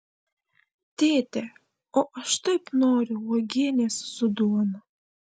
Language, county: Lithuanian, Panevėžys